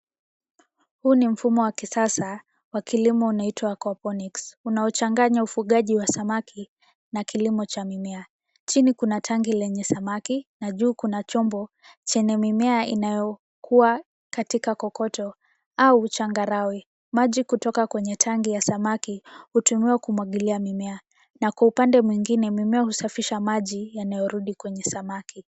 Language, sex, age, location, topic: Swahili, female, 18-24, Nairobi, agriculture